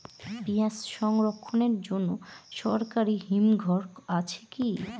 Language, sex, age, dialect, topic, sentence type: Bengali, female, 18-24, Northern/Varendri, agriculture, question